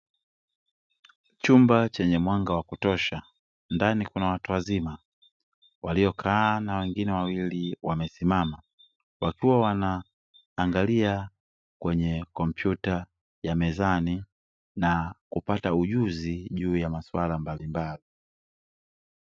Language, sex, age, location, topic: Swahili, male, 25-35, Dar es Salaam, education